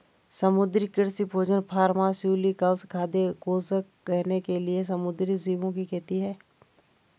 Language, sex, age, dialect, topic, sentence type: Hindi, female, 31-35, Garhwali, agriculture, statement